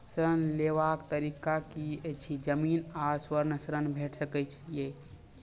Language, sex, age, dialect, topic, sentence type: Maithili, male, 18-24, Angika, banking, question